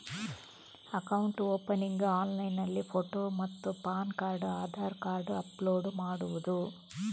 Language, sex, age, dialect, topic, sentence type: Kannada, female, 18-24, Coastal/Dakshin, banking, question